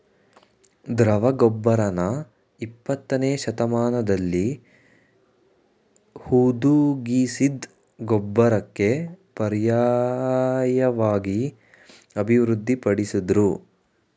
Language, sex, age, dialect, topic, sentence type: Kannada, male, 18-24, Mysore Kannada, agriculture, statement